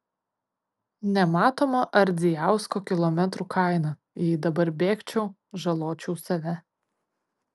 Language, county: Lithuanian, Kaunas